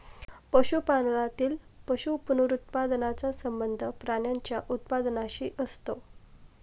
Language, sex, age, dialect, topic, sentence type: Marathi, female, 18-24, Standard Marathi, agriculture, statement